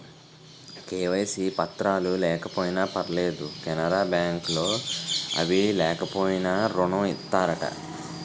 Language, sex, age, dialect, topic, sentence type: Telugu, male, 18-24, Utterandhra, banking, statement